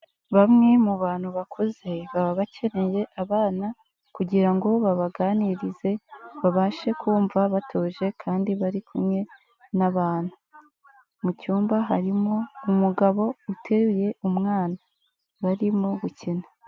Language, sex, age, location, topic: Kinyarwanda, female, 25-35, Kigali, health